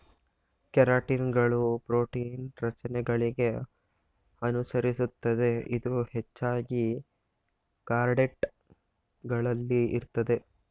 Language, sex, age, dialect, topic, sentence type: Kannada, male, 18-24, Mysore Kannada, agriculture, statement